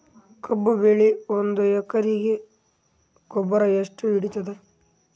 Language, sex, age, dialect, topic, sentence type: Kannada, male, 18-24, Northeastern, agriculture, question